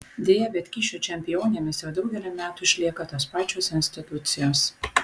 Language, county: Lithuanian, Vilnius